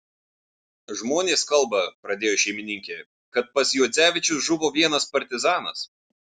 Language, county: Lithuanian, Vilnius